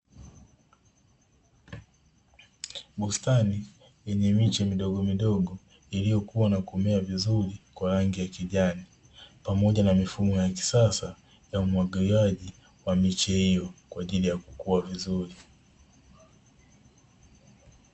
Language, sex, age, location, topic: Swahili, male, 18-24, Dar es Salaam, agriculture